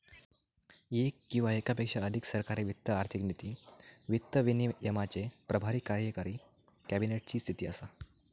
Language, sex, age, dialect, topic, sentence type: Marathi, male, 18-24, Southern Konkan, banking, statement